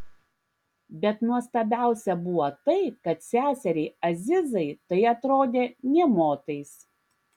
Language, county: Lithuanian, Klaipėda